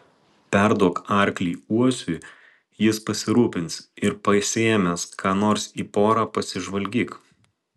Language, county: Lithuanian, Alytus